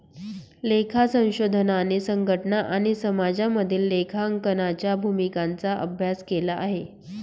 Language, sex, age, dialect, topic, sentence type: Marathi, female, 46-50, Northern Konkan, banking, statement